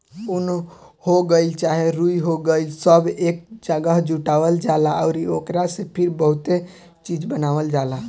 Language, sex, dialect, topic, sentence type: Bhojpuri, male, Southern / Standard, agriculture, statement